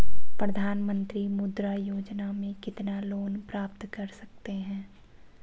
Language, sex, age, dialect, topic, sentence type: Hindi, female, 25-30, Marwari Dhudhari, banking, question